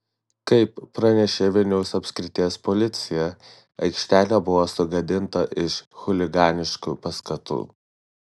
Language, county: Lithuanian, Šiauliai